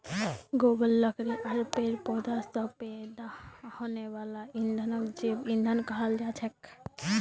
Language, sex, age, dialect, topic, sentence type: Magahi, male, 31-35, Northeastern/Surjapuri, agriculture, statement